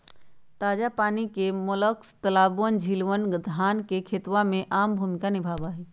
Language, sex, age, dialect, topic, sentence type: Magahi, female, 46-50, Western, agriculture, statement